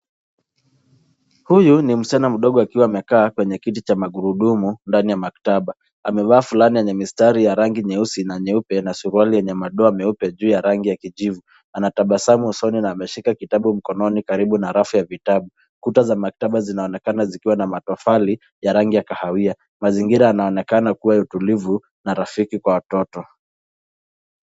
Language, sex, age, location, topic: Swahili, male, 18-24, Nairobi, education